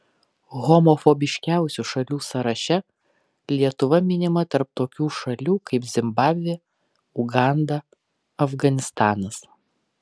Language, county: Lithuanian, Kaunas